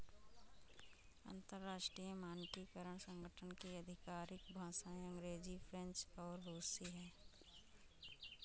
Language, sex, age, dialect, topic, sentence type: Hindi, female, 25-30, Awadhi Bundeli, banking, statement